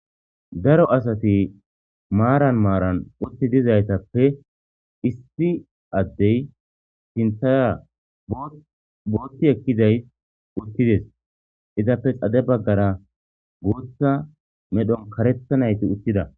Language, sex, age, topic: Gamo, male, 25-35, government